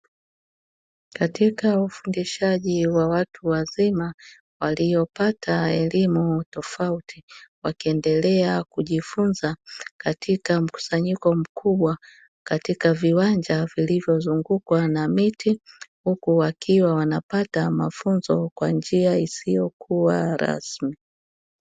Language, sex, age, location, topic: Swahili, female, 36-49, Dar es Salaam, education